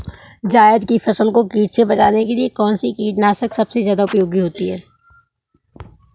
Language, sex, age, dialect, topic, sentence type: Hindi, male, 18-24, Awadhi Bundeli, agriculture, question